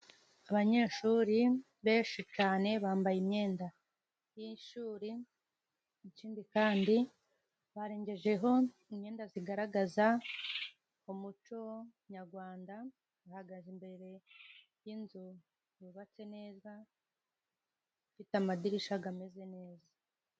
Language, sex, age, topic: Kinyarwanda, female, 25-35, government